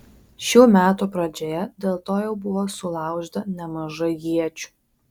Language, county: Lithuanian, Vilnius